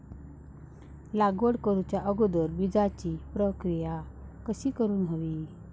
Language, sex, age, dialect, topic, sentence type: Marathi, female, 18-24, Southern Konkan, agriculture, question